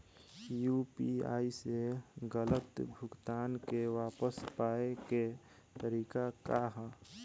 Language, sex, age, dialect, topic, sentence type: Bhojpuri, male, 18-24, Southern / Standard, banking, question